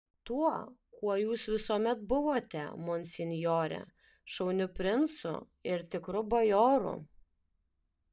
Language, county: Lithuanian, Alytus